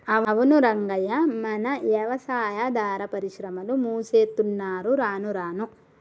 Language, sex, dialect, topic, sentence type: Telugu, female, Telangana, agriculture, statement